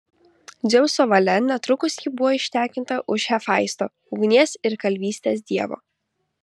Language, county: Lithuanian, Kaunas